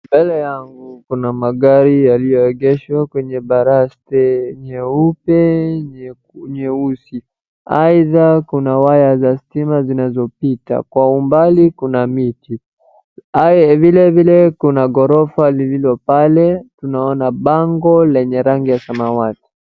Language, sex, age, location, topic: Swahili, male, 18-24, Wajir, finance